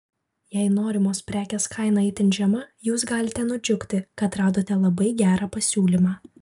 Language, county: Lithuanian, Vilnius